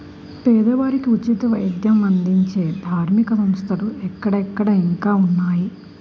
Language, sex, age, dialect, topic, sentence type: Telugu, female, 46-50, Utterandhra, banking, statement